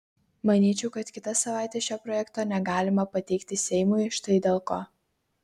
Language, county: Lithuanian, Kaunas